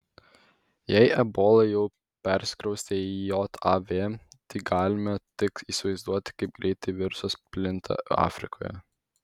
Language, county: Lithuanian, Vilnius